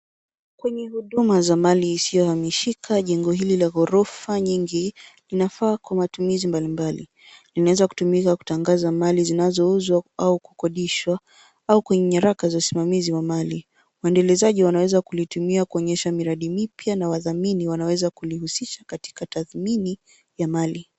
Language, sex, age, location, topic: Swahili, female, 18-24, Nairobi, finance